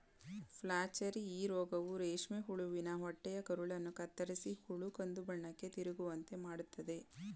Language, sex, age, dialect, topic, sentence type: Kannada, female, 18-24, Mysore Kannada, agriculture, statement